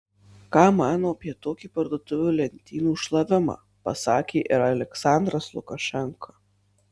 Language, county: Lithuanian, Marijampolė